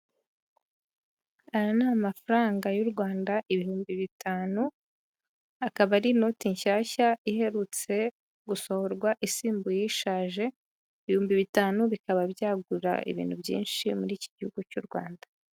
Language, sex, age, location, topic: Kinyarwanda, female, 18-24, Huye, finance